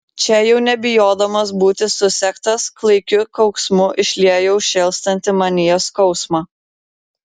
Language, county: Lithuanian, Vilnius